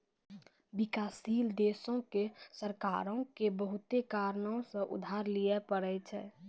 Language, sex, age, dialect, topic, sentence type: Maithili, female, 18-24, Angika, banking, statement